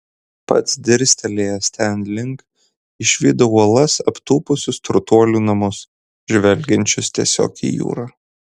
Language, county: Lithuanian, Kaunas